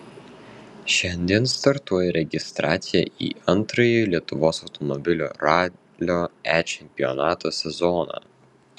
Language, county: Lithuanian, Vilnius